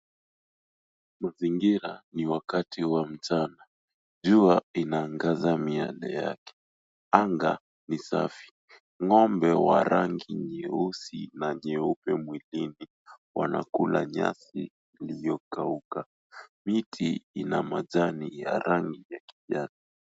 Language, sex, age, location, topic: Swahili, male, 18-24, Mombasa, agriculture